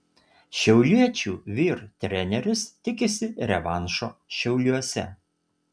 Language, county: Lithuanian, Utena